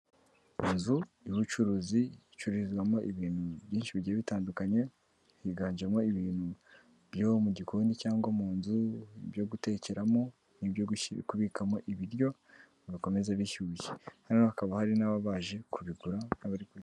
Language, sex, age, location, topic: Kinyarwanda, female, 18-24, Kigali, finance